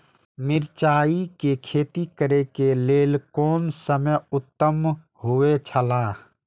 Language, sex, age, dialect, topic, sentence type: Maithili, male, 18-24, Eastern / Thethi, agriculture, question